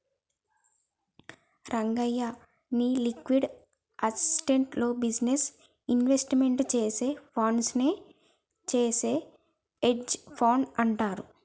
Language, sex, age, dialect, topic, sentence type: Telugu, female, 25-30, Telangana, banking, statement